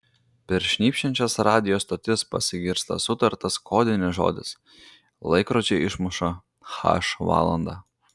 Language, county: Lithuanian, Klaipėda